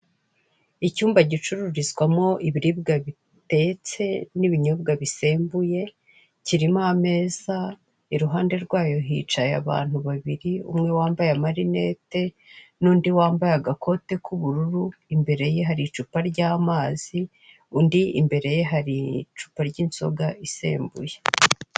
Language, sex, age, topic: Kinyarwanda, female, 36-49, finance